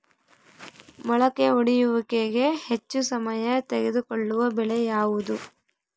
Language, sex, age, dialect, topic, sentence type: Kannada, female, 18-24, Central, agriculture, question